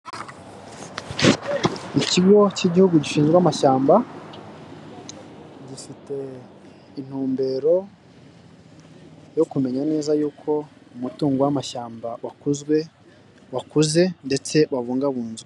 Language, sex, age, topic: Kinyarwanda, male, 18-24, government